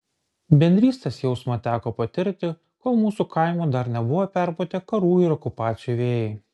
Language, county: Lithuanian, Kaunas